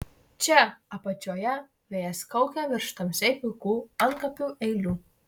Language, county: Lithuanian, Marijampolė